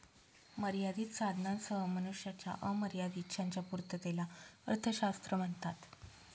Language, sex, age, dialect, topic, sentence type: Marathi, female, 36-40, Northern Konkan, banking, statement